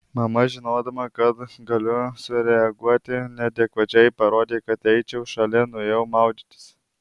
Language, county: Lithuanian, Alytus